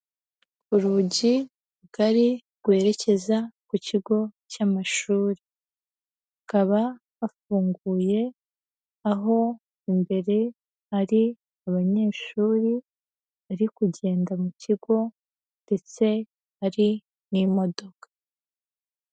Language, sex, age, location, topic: Kinyarwanda, female, 18-24, Huye, education